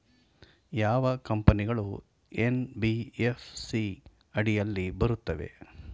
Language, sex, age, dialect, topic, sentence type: Kannada, male, 51-55, Mysore Kannada, banking, question